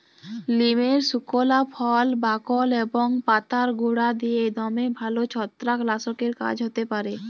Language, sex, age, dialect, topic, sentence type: Bengali, female, 18-24, Jharkhandi, agriculture, statement